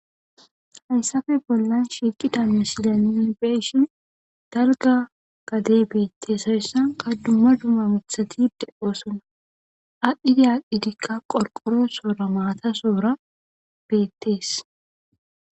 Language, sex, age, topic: Gamo, female, 18-24, government